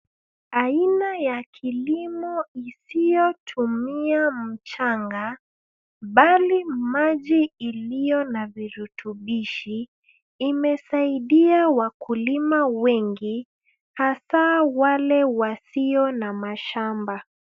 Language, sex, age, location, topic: Swahili, female, 25-35, Nairobi, agriculture